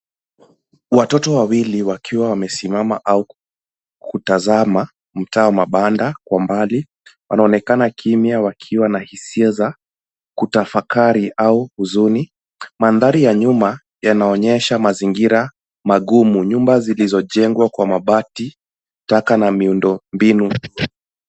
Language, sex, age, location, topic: Swahili, male, 18-24, Nairobi, health